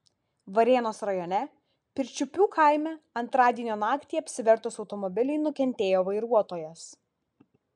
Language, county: Lithuanian, Vilnius